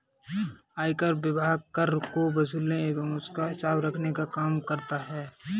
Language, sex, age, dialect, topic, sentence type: Hindi, male, 18-24, Kanauji Braj Bhasha, banking, statement